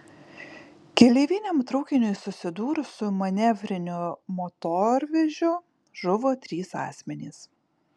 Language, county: Lithuanian, Kaunas